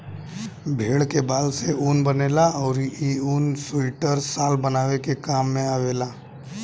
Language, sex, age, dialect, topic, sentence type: Bhojpuri, male, 18-24, Southern / Standard, agriculture, statement